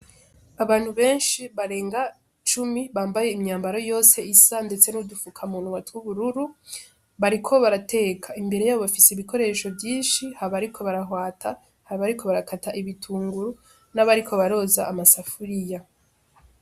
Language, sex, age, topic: Rundi, female, 18-24, education